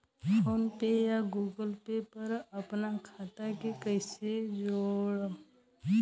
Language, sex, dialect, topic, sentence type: Bhojpuri, female, Southern / Standard, banking, question